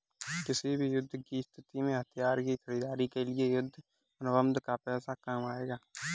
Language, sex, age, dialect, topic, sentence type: Hindi, male, 18-24, Kanauji Braj Bhasha, banking, statement